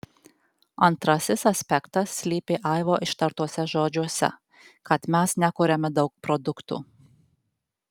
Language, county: Lithuanian, Alytus